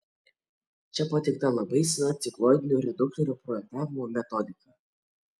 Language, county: Lithuanian, Kaunas